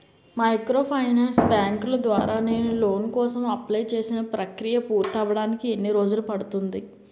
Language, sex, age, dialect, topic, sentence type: Telugu, female, 18-24, Utterandhra, banking, question